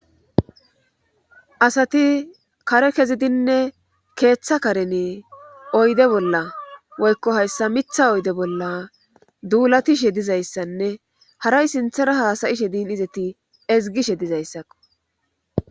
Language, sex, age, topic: Gamo, female, 25-35, government